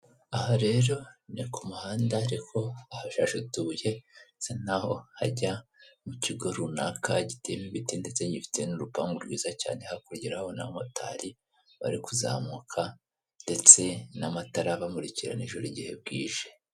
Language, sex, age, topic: Kinyarwanda, male, 18-24, government